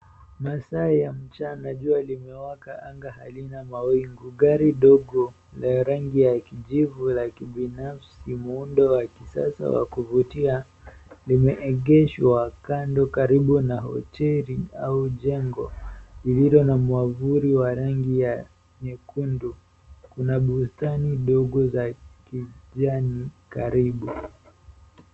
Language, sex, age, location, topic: Swahili, male, 18-24, Nairobi, finance